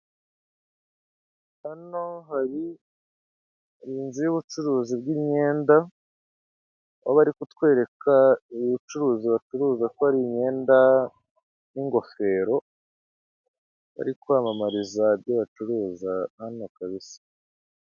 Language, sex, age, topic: Kinyarwanda, male, 25-35, finance